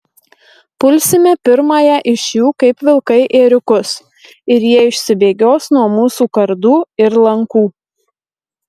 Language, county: Lithuanian, Marijampolė